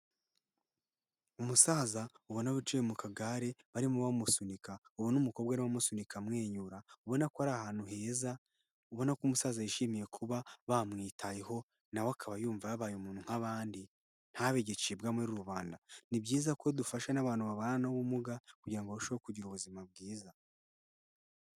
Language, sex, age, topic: Kinyarwanda, male, 18-24, health